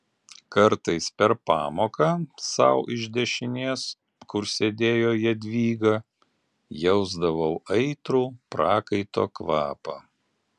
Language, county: Lithuanian, Alytus